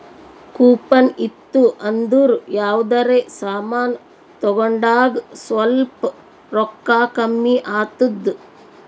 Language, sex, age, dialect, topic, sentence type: Kannada, female, 60-100, Northeastern, banking, statement